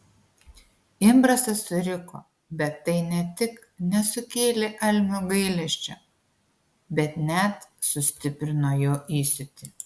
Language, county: Lithuanian, Kaunas